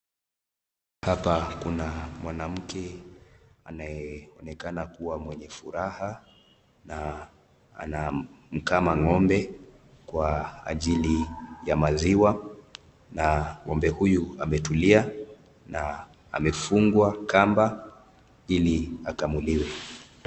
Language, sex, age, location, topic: Swahili, male, 18-24, Nakuru, agriculture